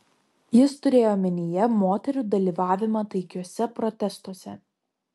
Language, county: Lithuanian, Vilnius